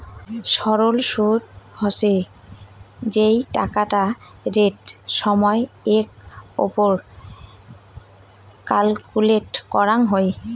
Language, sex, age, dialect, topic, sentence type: Bengali, female, 18-24, Rajbangshi, banking, statement